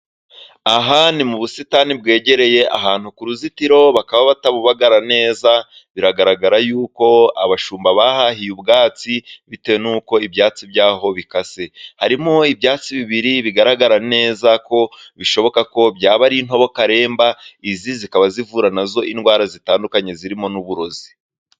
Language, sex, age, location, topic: Kinyarwanda, male, 25-35, Musanze, agriculture